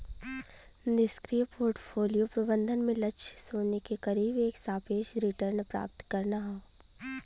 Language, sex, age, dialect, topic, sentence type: Bhojpuri, female, 18-24, Western, banking, statement